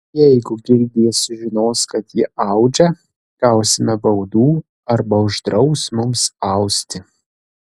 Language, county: Lithuanian, Kaunas